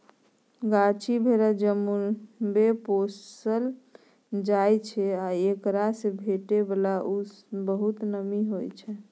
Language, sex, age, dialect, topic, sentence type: Maithili, female, 31-35, Bajjika, agriculture, statement